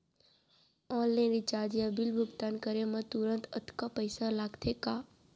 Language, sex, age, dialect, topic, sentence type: Chhattisgarhi, female, 18-24, Central, banking, question